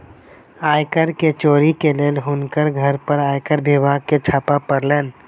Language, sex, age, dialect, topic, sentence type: Maithili, male, 18-24, Southern/Standard, banking, statement